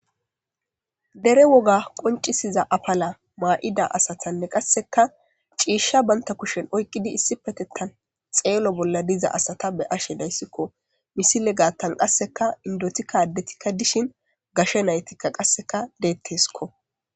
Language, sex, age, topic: Gamo, female, 18-24, government